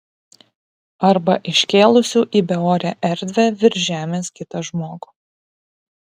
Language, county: Lithuanian, Vilnius